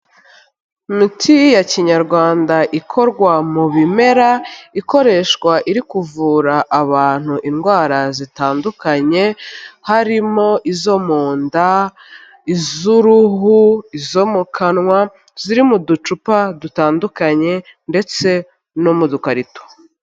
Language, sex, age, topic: Kinyarwanda, female, 25-35, health